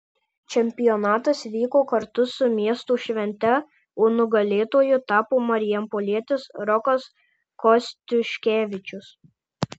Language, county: Lithuanian, Marijampolė